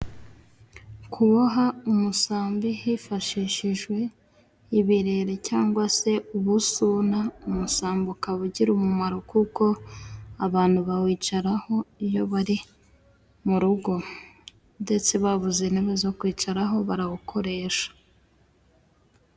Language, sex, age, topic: Kinyarwanda, female, 18-24, government